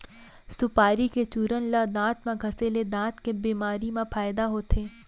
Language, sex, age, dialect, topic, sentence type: Chhattisgarhi, female, 18-24, Central, agriculture, statement